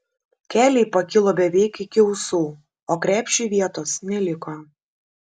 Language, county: Lithuanian, Šiauliai